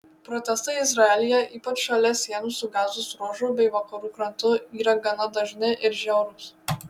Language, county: Lithuanian, Marijampolė